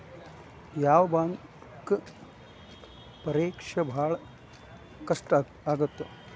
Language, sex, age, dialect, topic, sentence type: Kannada, male, 56-60, Dharwad Kannada, banking, statement